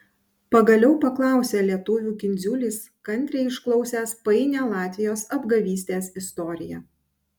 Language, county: Lithuanian, Panevėžys